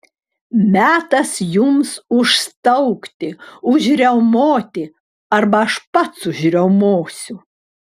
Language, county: Lithuanian, Klaipėda